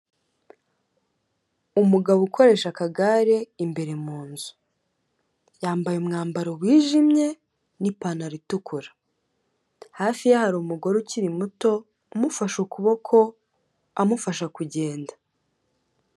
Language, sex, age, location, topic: Kinyarwanda, female, 18-24, Kigali, health